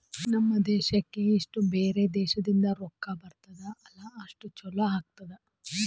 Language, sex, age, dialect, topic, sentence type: Kannada, female, 41-45, Northeastern, banking, statement